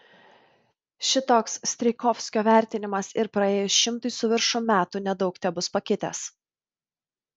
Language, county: Lithuanian, Vilnius